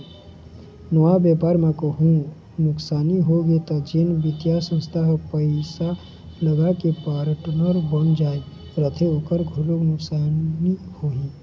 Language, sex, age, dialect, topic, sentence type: Chhattisgarhi, male, 18-24, Eastern, banking, statement